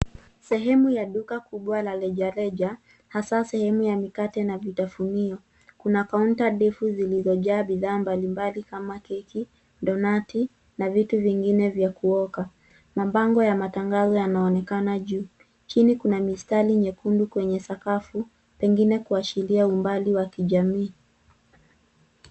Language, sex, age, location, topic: Swahili, female, 18-24, Nairobi, finance